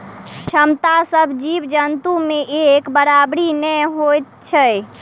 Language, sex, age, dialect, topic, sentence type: Maithili, female, 18-24, Southern/Standard, agriculture, statement